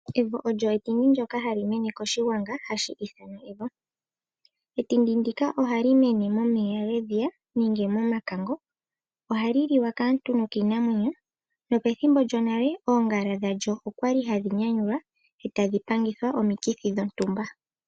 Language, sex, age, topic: Oshiwambo, female, 18-24, agriculture